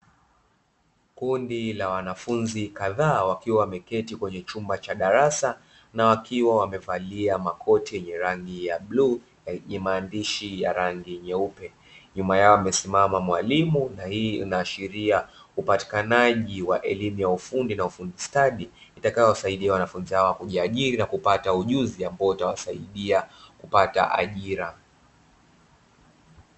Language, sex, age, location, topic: Swahili, male, 25-35, Dar es Salaam, education